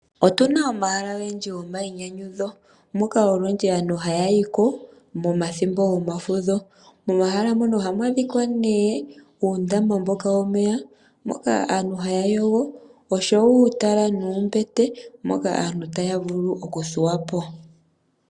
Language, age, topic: Oshiwambo, 25-35, agriculture